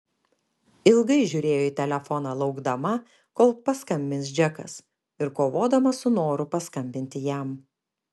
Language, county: Lithuanian, Kaunas